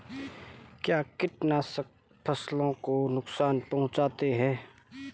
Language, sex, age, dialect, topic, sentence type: Hindi, male, 25-30, Marwari Dhudhari, agriculture, question